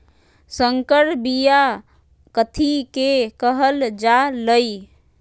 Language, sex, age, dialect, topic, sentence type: Magahi, female, 31-35, Western, agriculture, question